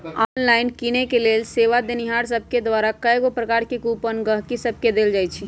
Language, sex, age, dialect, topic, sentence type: Magahi, female, 31-35, Western, banking, statement